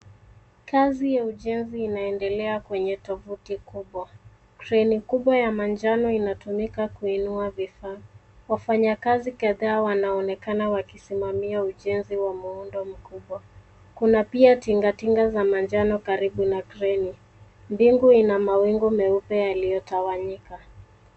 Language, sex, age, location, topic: Swahili, female, 25-35, Nairobi, government